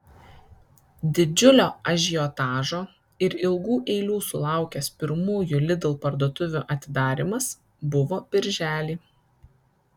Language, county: Lithuanian, Kaunas